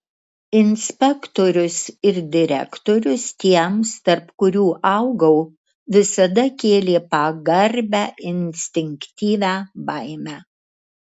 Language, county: Lithuanian, Kaunas